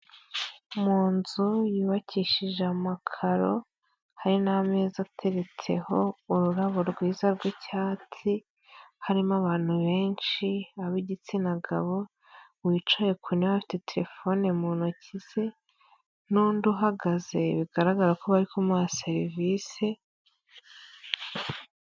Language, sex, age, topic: Kinyarwanda, female, 18-24, health